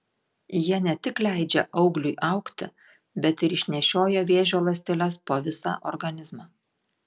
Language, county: Lithuanian, Klaipėda